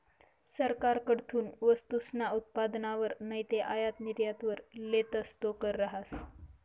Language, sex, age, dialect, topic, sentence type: Marathi, female, 25-30, Northern Konkan, banking, statement